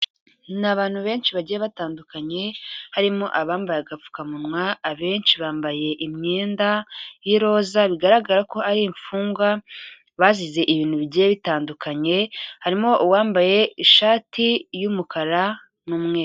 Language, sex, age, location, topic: Kinyarwanda, female, 36-49, Kigali, government